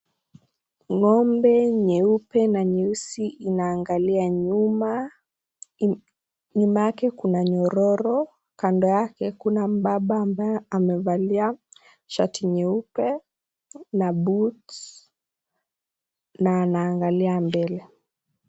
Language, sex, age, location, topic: Swahili, female, 18-24, Kisii, agriculture